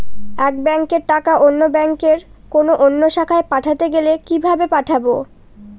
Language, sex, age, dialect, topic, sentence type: Bengali, female, 18-24, Northern/Varendri, banking, question